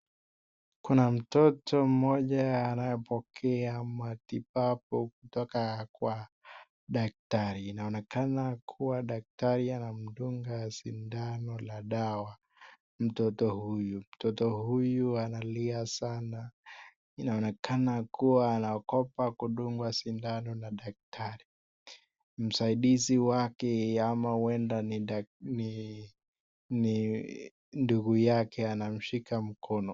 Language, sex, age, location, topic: Swahili, male, 18-24, Nakuru, health